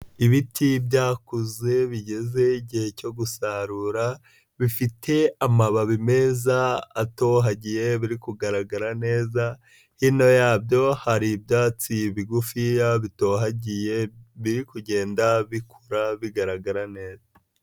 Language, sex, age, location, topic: Kinyarwanda, male, 25-35, Nyagatare, agriculture